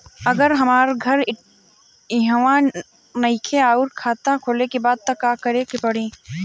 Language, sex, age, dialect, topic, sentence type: Bhojpuri, female, 25-30, Southern / Standard, banking, question